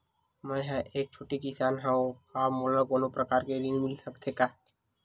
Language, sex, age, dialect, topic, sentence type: Chhattisgarhi, male, 18-24, Western/Budati/Khatahi, banking, question